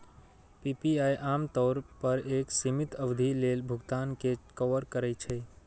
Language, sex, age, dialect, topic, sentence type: Maithili, male, 36-40, Eastern / Thethi, banking, statement